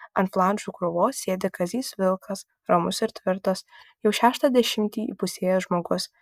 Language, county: Lithuanian, Kaunas